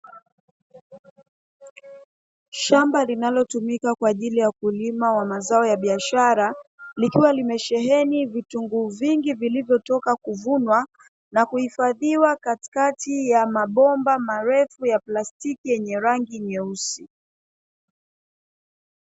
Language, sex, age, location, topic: Swahili, female, 25-35, Dar es Salaam, agriculture